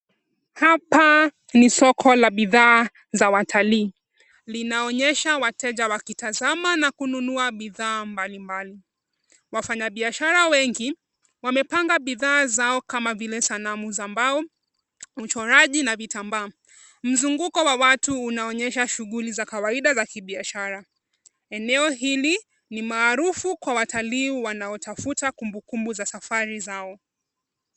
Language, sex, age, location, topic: Swahili, female, 25-35, Nairobi, finance